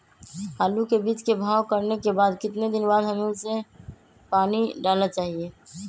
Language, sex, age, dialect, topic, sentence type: Magahi, male, 25-30, Western, agriculture, question